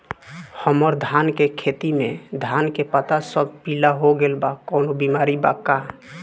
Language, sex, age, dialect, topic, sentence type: Bhojpuri, male, 18-24, Southern / Standard, agriculture, question